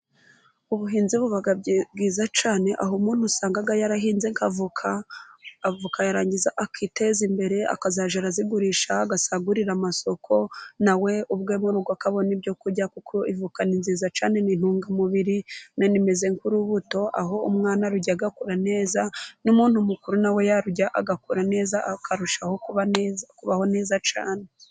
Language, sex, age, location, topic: Kinyarwanda, female, 25-35, Burera, agriculture